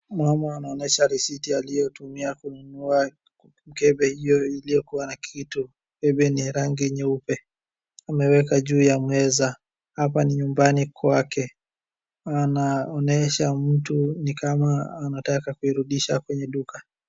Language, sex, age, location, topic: Swahili, male, 50+, Wajir, health